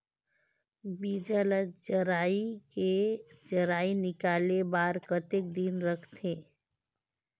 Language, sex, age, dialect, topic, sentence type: Chhattisgarhi, female, 18-24, Northern/Bhandar, agriculture, question